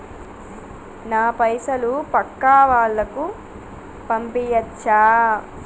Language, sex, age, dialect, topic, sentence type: Telugu, female, 25-30, Telangana, banking, question